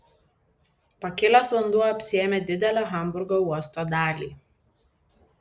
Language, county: Lithuanian, Vilnius